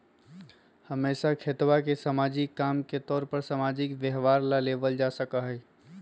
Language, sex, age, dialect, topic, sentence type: Magahi, male, 25-30, Western, agriculture, statement